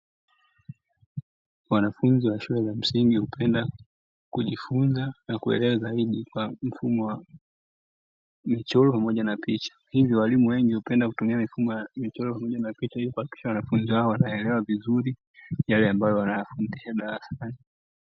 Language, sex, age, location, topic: Swahili, male, 25-35, Dar es Salaam, education